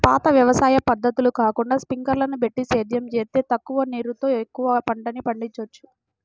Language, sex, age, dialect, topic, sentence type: Telugu, female, 18-24, Central/Coastal, agriculture, statement